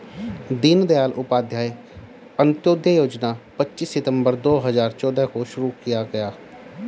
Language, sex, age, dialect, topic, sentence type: Hindi, male, 31-35, Hindustani Malvi Khadi Boli, banking, statement